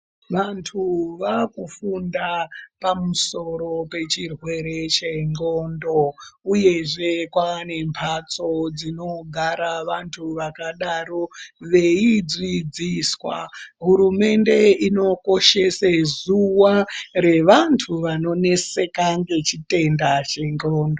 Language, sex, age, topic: Ndau, female, 25-35, health